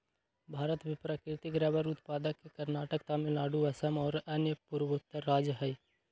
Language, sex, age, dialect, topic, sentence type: Magahi, male, 25-30, Western, banking, statement